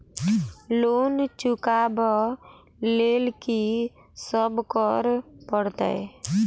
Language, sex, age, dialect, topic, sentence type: Maithili, female, 18-24, Southern/Standard, banking, question